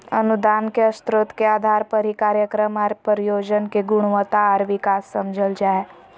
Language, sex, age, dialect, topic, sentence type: Magahi, female, 18-24, Southern, banking, statement